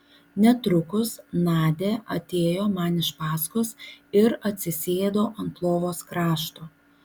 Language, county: Lithuanian, Vilnius